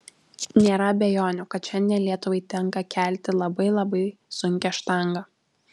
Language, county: Lithuanian, Alytus